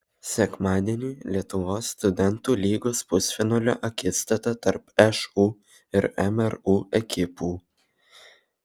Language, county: Lithuanian, Vilnius